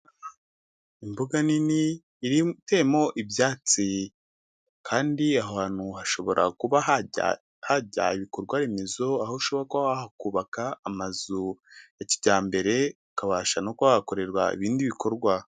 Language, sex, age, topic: Kinyarwanda, male, 25-35, government